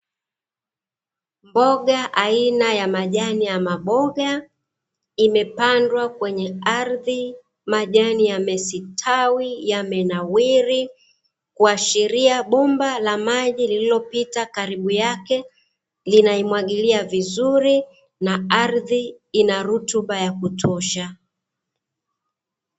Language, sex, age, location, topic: Swahili, female, 25-35, Dar es Salaam, agriculture